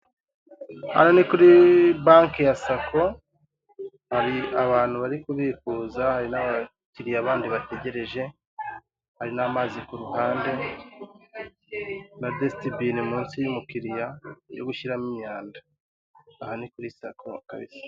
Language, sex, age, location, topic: Kinyarwanda, female, 18-24, Kigali, finance